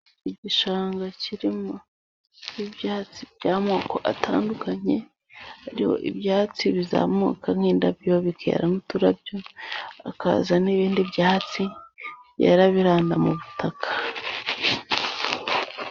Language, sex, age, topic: Kinyarwanda, female, 25-35, health